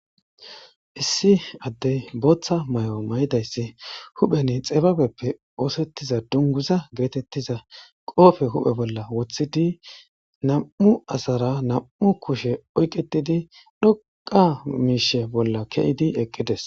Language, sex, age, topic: Gamo, male, 25-35, government